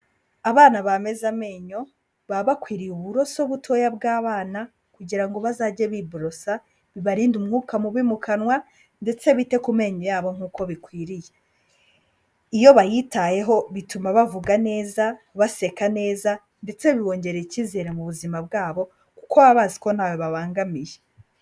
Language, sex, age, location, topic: Kinyarwanda, female, 18-24, Kigali, health